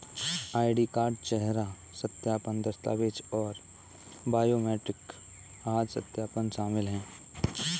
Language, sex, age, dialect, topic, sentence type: Hindi, male, 18-24, Kanauji Braj Bhasha, banking, statement